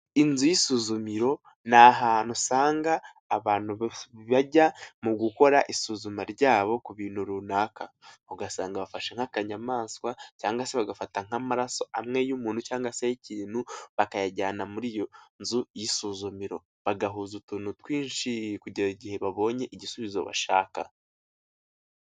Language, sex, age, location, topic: Kinyarwanda, male, 18-24, Nyagatare, health